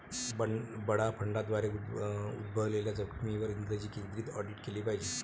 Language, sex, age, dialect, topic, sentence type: Marathi, male, 36-40, Varhadi, banking, statement